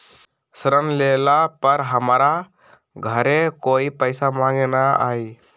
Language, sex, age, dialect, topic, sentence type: Magahi, male, 18-24, Western, banking, question